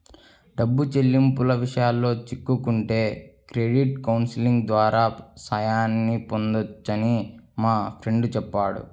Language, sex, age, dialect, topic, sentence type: Telugu, male, 18-24, Central/Coastal, banking, statement